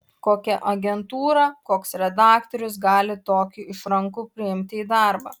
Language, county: Lithuanian, Utena